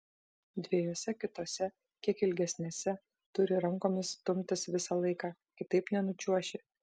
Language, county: Lithuanian, Vilnius